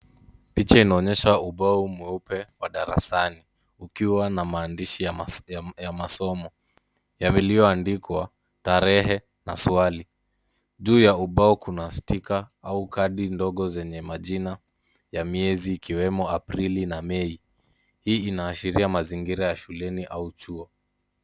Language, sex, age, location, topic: Swahili, male, 18-24, Kisumu, education